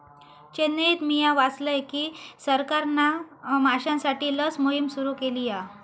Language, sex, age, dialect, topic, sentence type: Marathi, female, 18-24, Southern Konkan, agriculture, statement